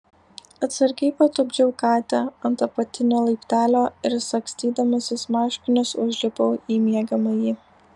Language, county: Lithuanian, Alytus